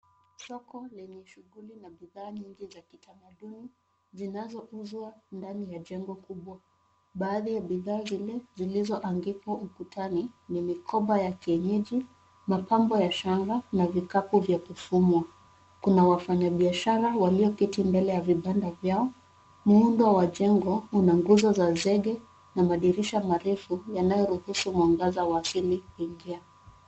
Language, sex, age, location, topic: Swahili, female, 25-35, Nairobi, finance